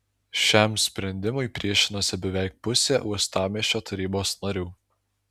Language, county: Lithuanian, Alytus